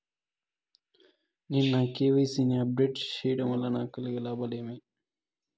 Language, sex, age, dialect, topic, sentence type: Telugu, male, 25-30, Southern, banking, question